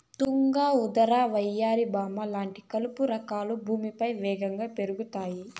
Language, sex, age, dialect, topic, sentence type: Telugu, female, 25-30, Southern, agriculture, statement